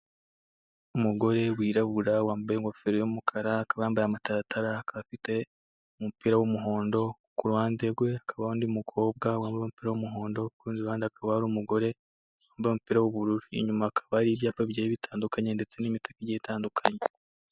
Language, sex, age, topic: Kinyarwanda, male, 18-24, finance